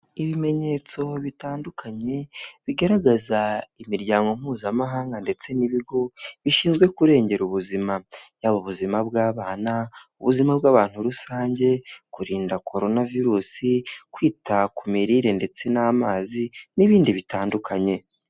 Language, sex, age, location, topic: Kinyarwanda, male, 18-24, Huye, health